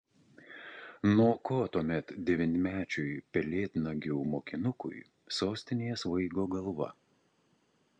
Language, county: Lithuanian, Utena